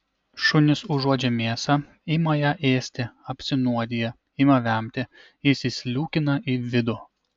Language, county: Lithuanian, Kaunas